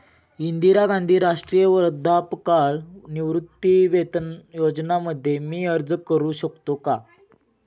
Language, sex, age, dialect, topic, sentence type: Marathi, male, 25-30, Standard Marathi, banking, question